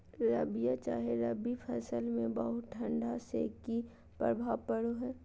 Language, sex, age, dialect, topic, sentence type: Magahi, female, 25-30, Southern, agriculture, question